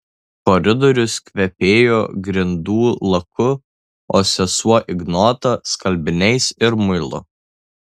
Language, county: Lithuanian, Tauragė